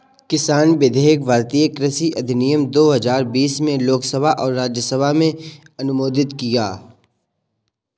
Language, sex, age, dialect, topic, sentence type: Hindi, male, 18-24, Kanauji Braj Bhasha, agriculture, statement